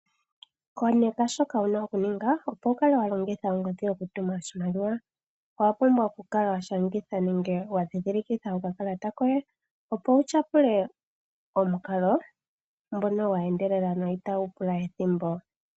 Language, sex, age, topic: Oshiwambo, female, 25-35, finance